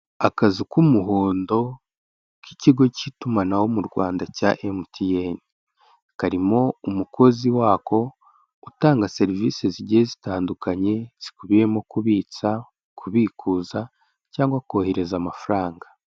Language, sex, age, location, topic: Kinyarwanda, male, 18-24, Kigali, finance